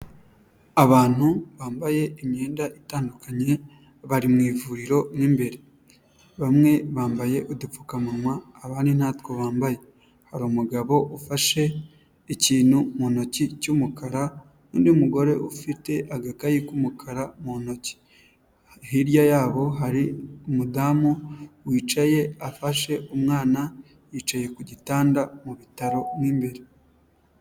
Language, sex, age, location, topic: Kinyarwanda, male, 18-24, Nyagatare, health